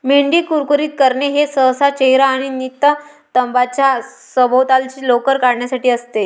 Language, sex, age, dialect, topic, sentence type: Marathi, male, 31-35, Varhadi, agriculture, statement